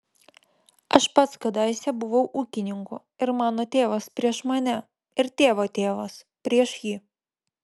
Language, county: Lithuanian, Vilnius